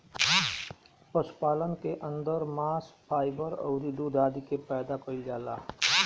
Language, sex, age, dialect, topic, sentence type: Bhojpuri, male, 36-40, Northern, agriculture, statement